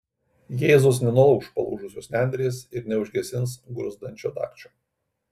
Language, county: Lithuanian, Kaunas